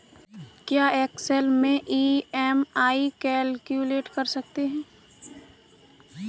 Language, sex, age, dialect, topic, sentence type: Hindi, male, 36-40, Kanauji Braj Bhasha, banking, statement